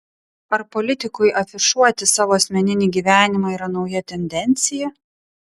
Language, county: Lithuanian, Vilnius